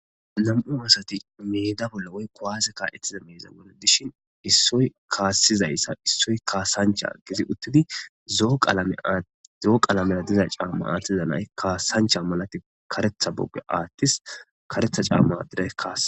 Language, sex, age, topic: Gamo, male, 25-35, government